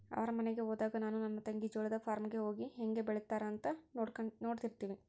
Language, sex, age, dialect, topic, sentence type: Kannada, female, 41-45, Central, agriculture, statement